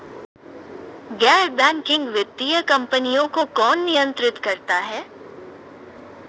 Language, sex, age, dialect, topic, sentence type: Hindi, female, 18-24, Marwari Dhudhari, banking, question